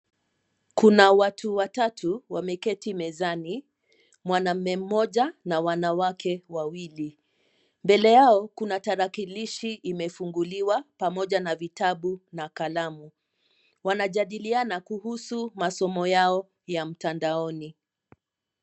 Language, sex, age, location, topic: Swahili, female, 18-24, Nairobi, education